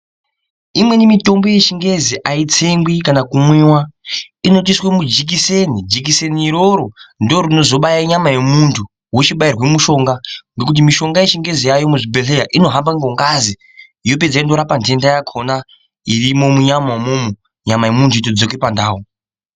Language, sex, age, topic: Ndau, male, 18-24, health